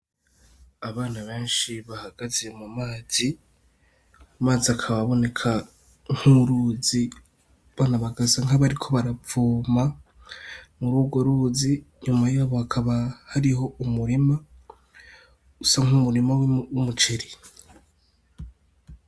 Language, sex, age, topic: Rundi, male, 18-24, agriculture